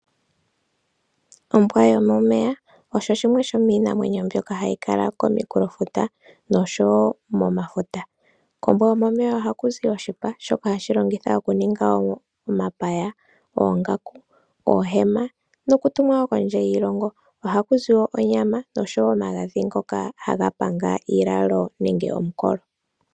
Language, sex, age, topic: Oshiwambo, female, 25-35, agriculture